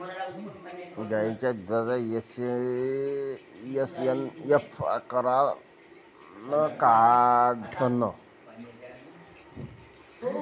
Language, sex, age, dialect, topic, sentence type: Marathi, male, 31-35, Varhadi, agriculture, question